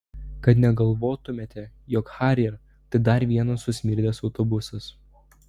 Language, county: Lithuanian, Vilnius